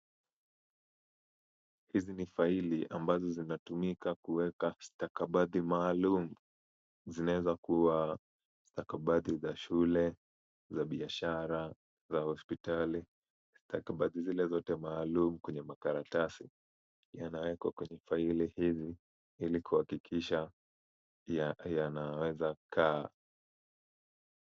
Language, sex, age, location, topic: Swahili, male, 18-24, Kisumu, education